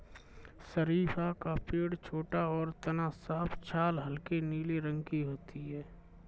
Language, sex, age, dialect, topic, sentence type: Hindi, male, 46-50, Kanauji Braj Bhasha, agriculture, statement